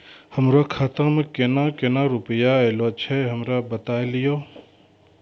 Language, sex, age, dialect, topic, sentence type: Maithili, male, 36-40, Angika, banking, question